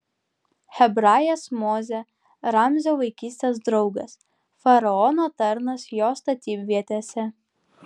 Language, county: Lithuanian, Klaipėda